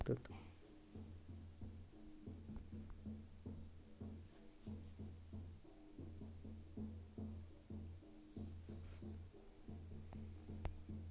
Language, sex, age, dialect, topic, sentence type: Marathi, female, 18-24, Southern Konkan, banking, question